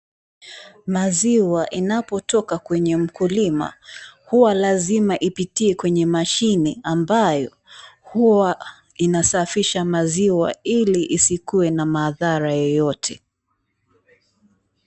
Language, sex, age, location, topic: Swahili, female, 36-49, Mombasa, agriculture